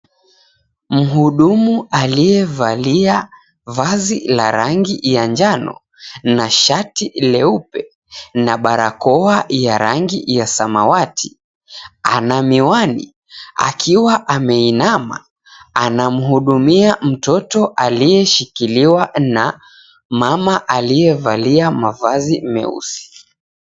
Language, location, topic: Swahili, Mombasa, health